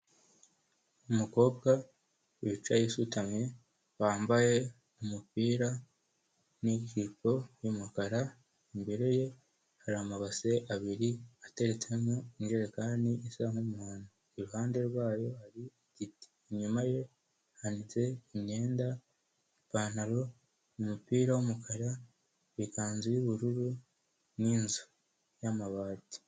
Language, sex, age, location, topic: Kinyarwanda, male, 18-24, Kigali, health